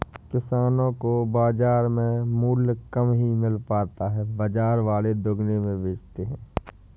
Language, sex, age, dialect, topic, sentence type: Hindi, male, 18-24, Awadhi Bundeli, agriculture, statement